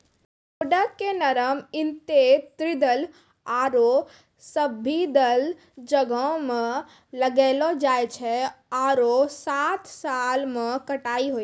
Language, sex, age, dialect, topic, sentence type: Maithili, female, 18-24, Angika, agriculture, statement